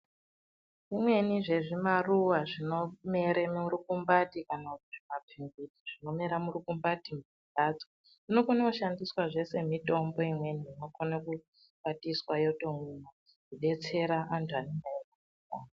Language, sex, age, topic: Ndau, female, 18-24, health